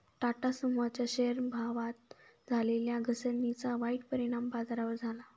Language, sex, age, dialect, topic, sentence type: Marathi, female, 18-24, Standard Marathi, banking, statement